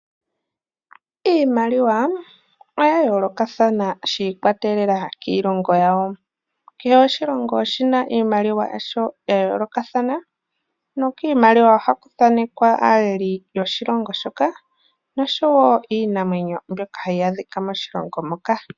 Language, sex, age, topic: Oshiwambo, female, 18-24, finance